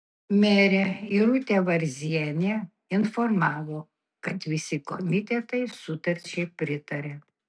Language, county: Lithuanian, Kaunas